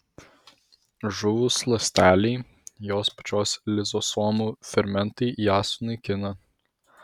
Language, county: Lithuanian, Vilnius